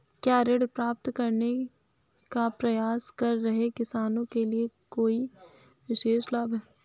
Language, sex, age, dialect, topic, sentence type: Hindi, female, 25-30, Awadhi Bundeli, agriculture, statement